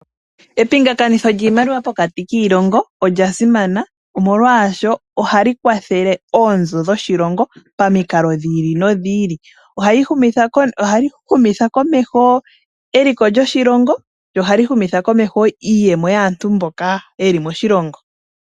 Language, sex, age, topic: Oshiwambo, female, 18-24, finance